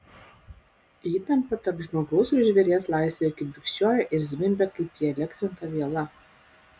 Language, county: Lithuanian, Klaipėda